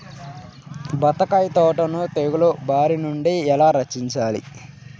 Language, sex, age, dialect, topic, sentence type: Telugu, male, 25-30, Central/Coastal, agriculture, question